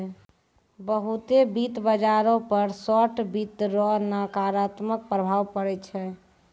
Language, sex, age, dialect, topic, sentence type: Maithili, female, 25-30, Angika, banking, statement